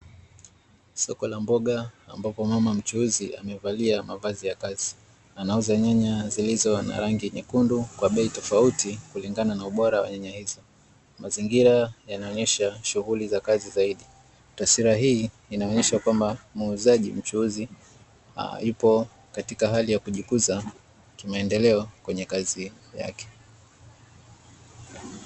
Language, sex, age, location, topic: Swahili, male, 25-35, Dar es Salaam, finance